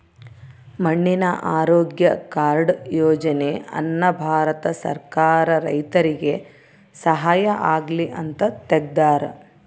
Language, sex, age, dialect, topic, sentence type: Kannada, female, 31-35, Central, agriculture, statement